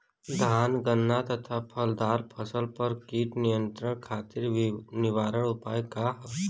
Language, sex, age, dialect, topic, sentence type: Bhojpuri, male, 18-24, Western, agriculture, question